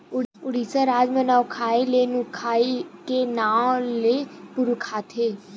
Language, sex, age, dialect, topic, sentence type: Chhattisgarhi, female, 18-24, Western/Budati/Khatahi, agriculture, statement